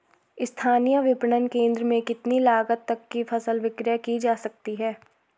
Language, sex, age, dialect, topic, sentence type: Hindi, female, 18-24, Garhwali, agriculture, question